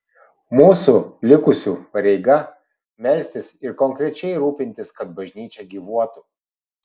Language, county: Lithuanian, Vilnius